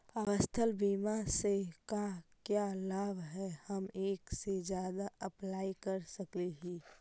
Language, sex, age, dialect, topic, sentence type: Magahi, female, 18-24, Central/Standard, banking, question